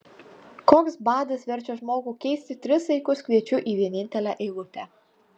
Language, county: Lithuanian, Utena